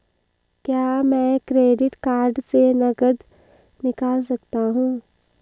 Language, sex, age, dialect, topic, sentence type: Hindi, female, 18-24, Marwari Dhudhari, banking, question